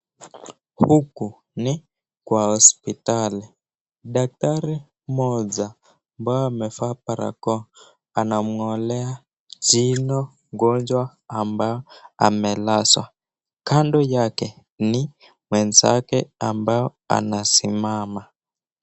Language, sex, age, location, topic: Swahili, male, 18-24, Nakuru, health